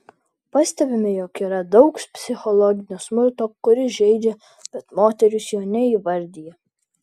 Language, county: Lithuanian, Vilnius